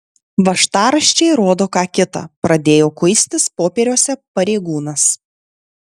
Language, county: Lithuanian, Tauragė